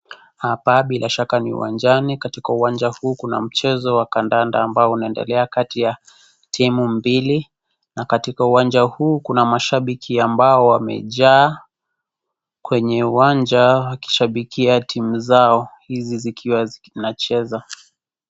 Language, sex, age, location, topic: Swahili, female, 25-35, Kisii, government